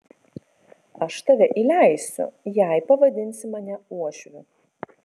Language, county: Lithuanian, Kaunas